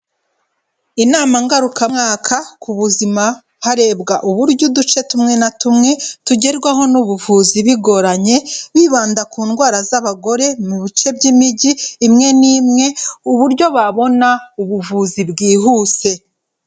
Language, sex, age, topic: Kinyarwanda, female, 25-35, health